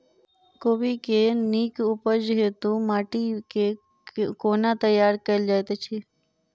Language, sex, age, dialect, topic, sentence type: Maithili, female, 46-50, Southern/Standard, agriculture, question